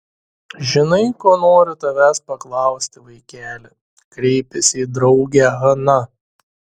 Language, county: Lithuanian, Šiauliai